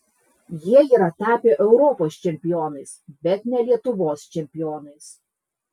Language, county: Lithuanian, Klaipėda